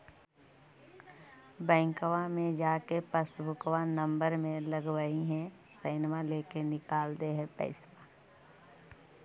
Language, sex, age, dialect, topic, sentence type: Magahi, male, 31-35, Central/Standard, banking, question